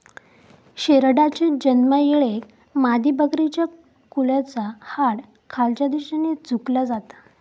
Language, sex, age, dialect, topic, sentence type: Marathi, female, 18-24, Southern Konkan, agriculture, statement